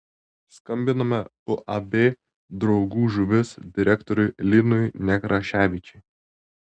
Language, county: Lithuanian, Tauragė